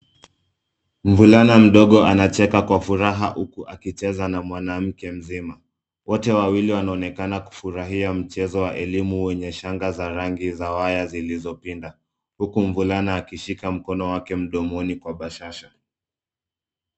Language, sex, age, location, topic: Swahili, male, 25-35, Nairobi, education